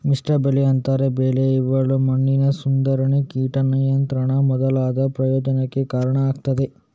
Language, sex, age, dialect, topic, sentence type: Kannada, male, 36-40, Coastal/Dakshin, agriculture, statement